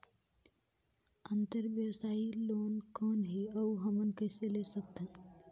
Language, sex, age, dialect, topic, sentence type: Chhattisgarhi, female, 18-24, Northern/Bhandar, banking, question